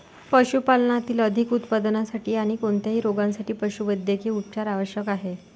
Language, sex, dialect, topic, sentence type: Marathi, female, Varhadi, agriculture, statement